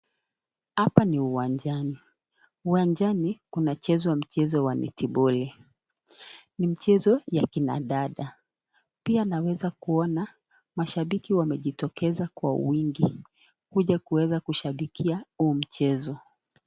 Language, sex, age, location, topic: Swahili, female, 36-49, Nakuru, government